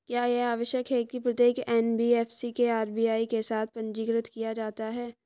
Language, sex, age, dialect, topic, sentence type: Hindi, female, 25-30, Hindustani Malvi Khadi Boli, banking, question